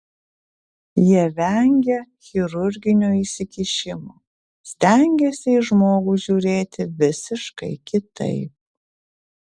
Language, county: Lithuanian, Kaunas